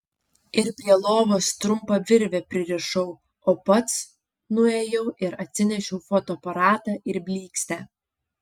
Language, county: Lithuanian, Panevėžys